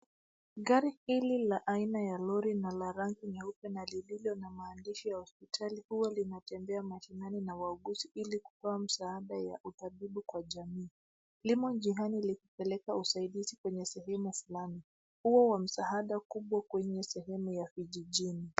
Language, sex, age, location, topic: Swahili, female, 25-35, Nairobi, health